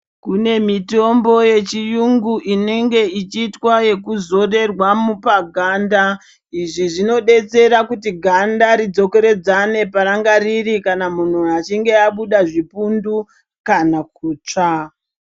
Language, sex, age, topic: Ndau, male, 36-49, health